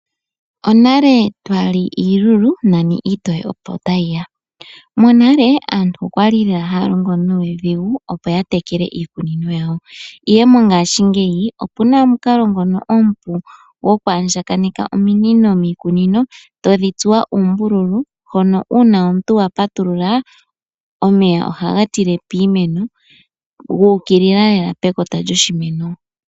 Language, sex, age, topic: Oshiwambo, female, 25-35, agriculture